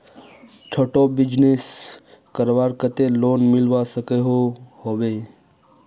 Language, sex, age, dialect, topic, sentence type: Magahi, male, 18-24, Northeastern/Surjapuri, banking, question